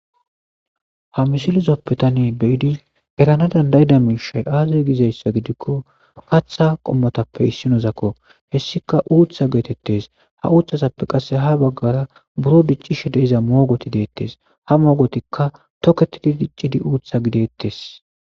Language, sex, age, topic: Gamo, male, 25-35, agriculture